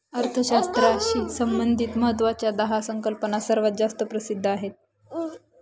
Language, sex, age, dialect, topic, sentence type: Marathi, female, 25-30, Northern Konkan, banking, statement